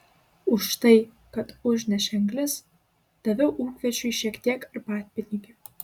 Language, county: Lithuanian, Klaipėda